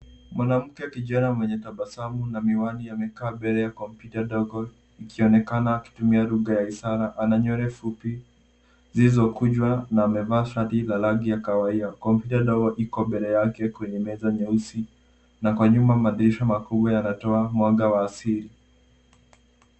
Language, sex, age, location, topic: Swahili, female, 50+, Nairobi, education